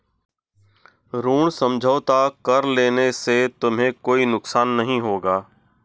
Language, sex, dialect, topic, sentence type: Hindi, male, Marwari Dhudhari, banking, statement